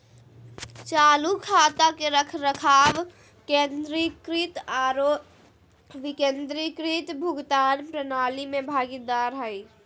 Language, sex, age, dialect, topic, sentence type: Magahi, female, 18-24, Southern, banking, statement